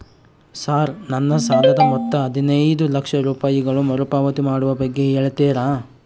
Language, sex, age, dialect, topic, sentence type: Kannada, male, 41-45, Central, banking, question